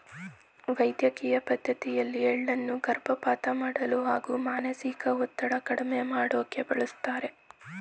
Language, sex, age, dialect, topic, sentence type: Kannada, male, 18-24, Mysore Kannada, agriculture, statement